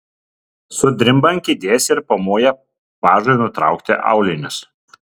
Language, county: Lithuanian, Kaunas